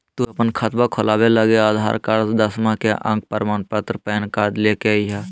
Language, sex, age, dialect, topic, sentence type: Magahi, male, 18-24, Southern, banking, question